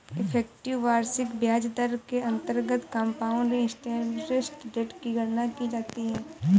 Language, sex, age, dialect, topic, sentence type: Hindi, female, 18-24, Marwari Dhudhari, banking, statement